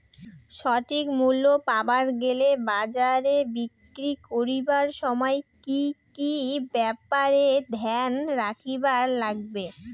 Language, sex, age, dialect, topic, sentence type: Bengali, female, 18-24, Rajbangshi, agriculture, question